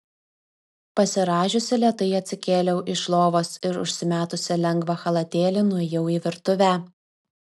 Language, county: Lithuanian, Vilnius